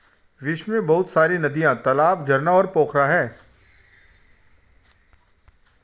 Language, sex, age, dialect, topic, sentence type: Hindi, female, 36-40, Hindustani Malvi Khadi Boli, agriculture, statement